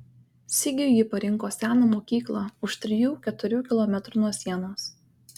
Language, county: Lithuanian, Kaunas